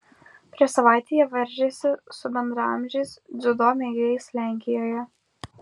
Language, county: Lithuanian, Kaunas